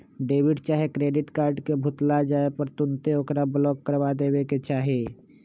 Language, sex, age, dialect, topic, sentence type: Magahi, male, 25-30, Western, banking, statement